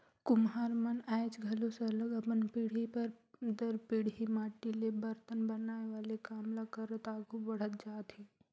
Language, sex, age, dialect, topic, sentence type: Chhattisgarhi, female, 18-24, Northern/Bhandar, banking, statement